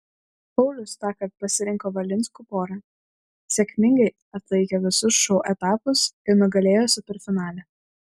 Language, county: Lithuanian, Vilnius